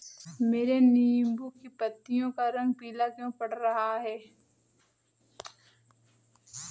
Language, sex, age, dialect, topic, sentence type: Hindi, female, 18-24, Awadhi Bundeli, agriculture, question